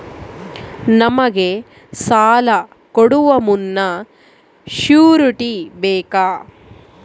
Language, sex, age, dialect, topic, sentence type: Kannada, female, 25-30, Central, banking, question